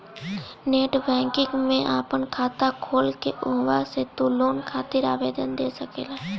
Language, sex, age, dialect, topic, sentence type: Bhojpuri, female, 18-24, Northern, banking, statement